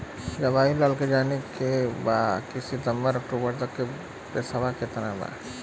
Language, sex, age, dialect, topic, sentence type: Bhojpuri, male, 31-35, Western, banking, question